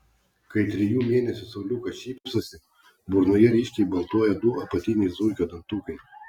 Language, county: Lithuanian, Klaipėda